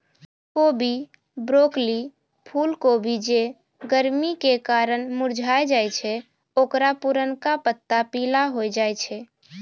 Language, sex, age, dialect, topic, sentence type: Maithili, female, 31-35, Angika, agriculture, statement